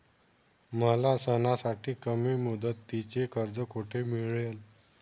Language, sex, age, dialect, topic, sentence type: Marathi, male, 18-24, Northern Konkan, banking, statement